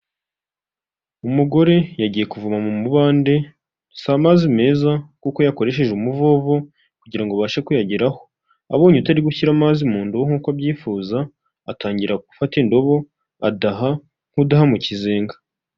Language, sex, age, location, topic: Kinyarwanda, male, 18-24, Huye, health